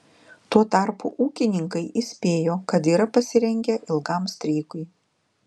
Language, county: Lithuanian, Klaipėda